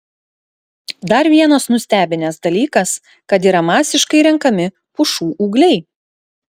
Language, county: Lithuanian, Klaipėda